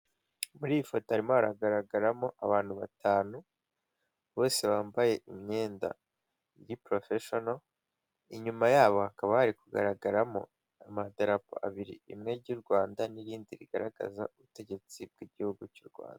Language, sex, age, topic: Kinyarwanda, male, 18-24, government